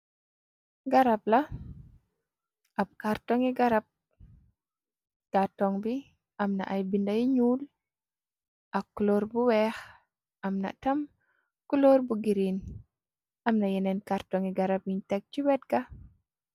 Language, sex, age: Wolof, female, 18-24